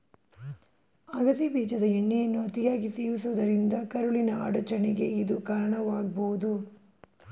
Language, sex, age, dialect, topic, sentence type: Kannada, female, 36-40, Mysore Kannada, agriculture, statement